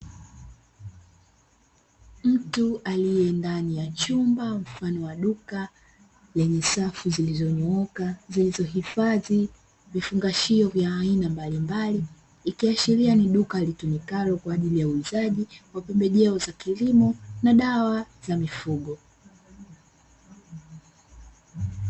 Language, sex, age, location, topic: Swahili, female, 25-35, Dar es Salaam, agriculture